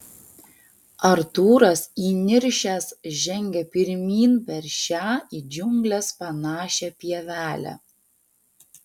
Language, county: Lithuanian, Panevėžys